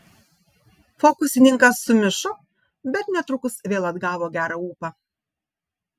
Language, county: Lithuanian, Šiauliai